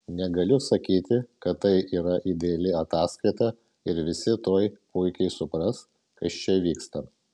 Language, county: Lithuanian, Vilnius